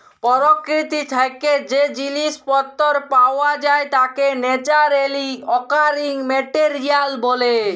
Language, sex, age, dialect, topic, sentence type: Bengali, male, 18-24, Jharkhandi, agriculture, statement